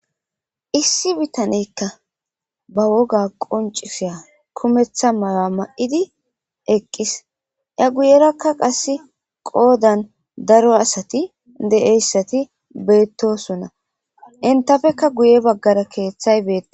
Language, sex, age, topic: Gamo, female, 25-35, government